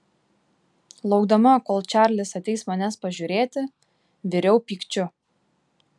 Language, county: Lithuanian, Klaipėda